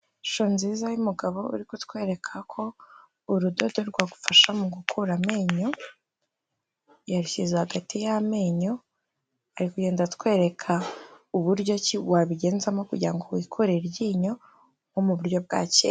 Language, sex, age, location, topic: Kinyarwanda, female, 36-49, Kigali, health